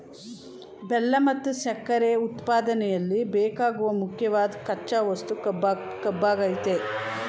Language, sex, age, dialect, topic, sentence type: Kannada, female, 36-40, Mysore Kannada, agriculture, statement